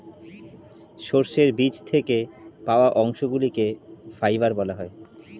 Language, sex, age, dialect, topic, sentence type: Bengali, male, 31-35, Standard Colloquial, agriculture, statement